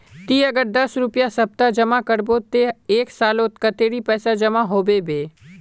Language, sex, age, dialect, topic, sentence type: Magahi, male, 18-24, Northeastern/Surjapuri, banking, question